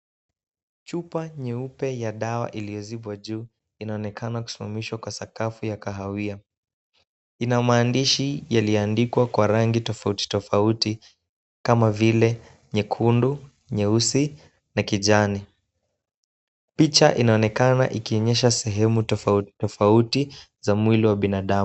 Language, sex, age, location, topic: Swahili, male, 18-24, Kisumu, health